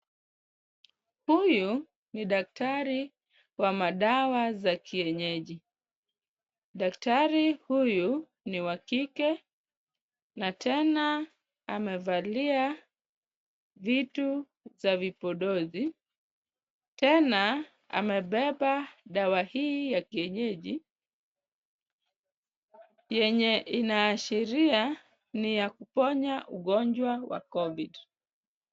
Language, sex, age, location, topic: Swahili, female, 25-35, Kisumu, health